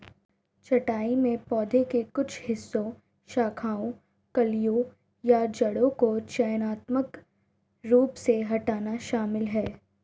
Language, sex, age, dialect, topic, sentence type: Hindi, female, 18-24, Marwari Dhudhari, agriculture, statement